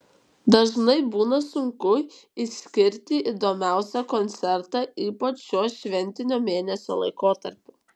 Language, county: Lithuanian, Kaunas